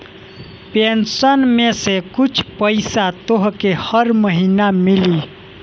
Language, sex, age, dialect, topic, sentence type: Bhojpuri, male, 18-24, Northern, banking, statement